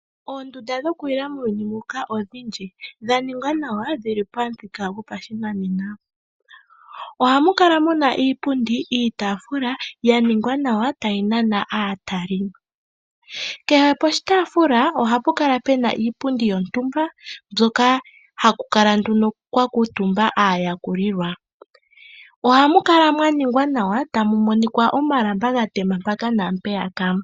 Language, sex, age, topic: Oshiwambo, female, 18-24, agriculture